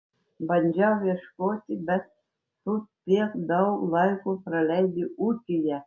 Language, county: Lithuanian, Telšiai